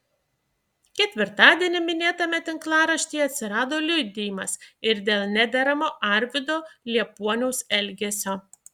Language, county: Lithuanian, Šiauliai